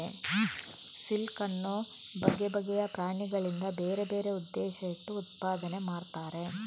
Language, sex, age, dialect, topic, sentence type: Kannada, female, 18-24, Coastal/Dakshin, agriculture, statement